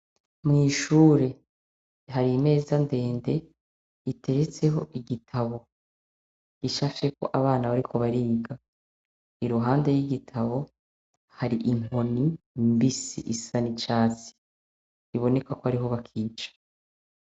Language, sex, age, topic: Rundi, female, 36-49, education